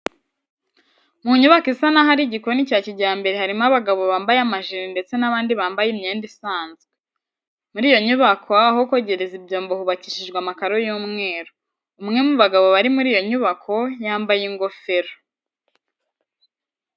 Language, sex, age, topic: Kinyarwanda, female, 18-24, education